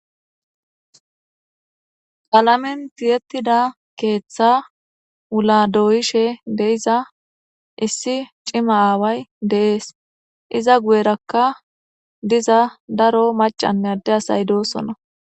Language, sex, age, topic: Gamo, female, 18-24, government